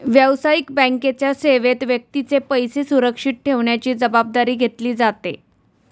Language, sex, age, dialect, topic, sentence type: Marathi, female, 36-40, Standard Marathi, banking, statement